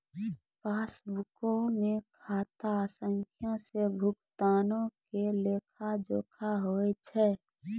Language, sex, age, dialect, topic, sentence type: Maithili, female, 18-24, Angika, banking, statement